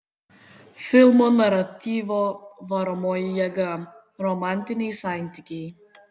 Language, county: Lithuanian, Kaunas